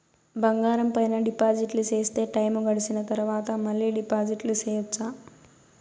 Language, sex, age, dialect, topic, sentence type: Telugu, female, 25-30, Southern, banking, question